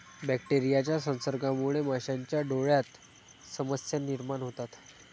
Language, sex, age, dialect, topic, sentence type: Marathi, male, 31-35, Standard Marathi, agriculture, statement